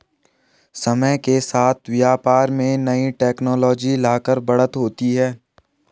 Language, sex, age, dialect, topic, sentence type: Hindi, male, 18-24, Garhwali, banking, statement